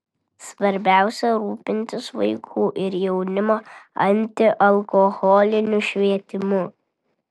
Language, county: Lithuanian, Vilnius